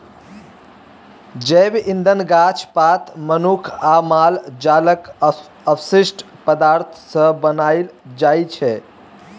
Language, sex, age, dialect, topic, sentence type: Maithili, male, 18-24, Bajjika, agriculture, statement